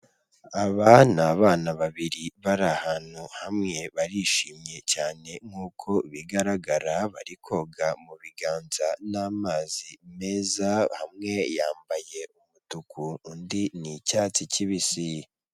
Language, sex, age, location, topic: Kinyarwanda, male, 18-24, Kigali, health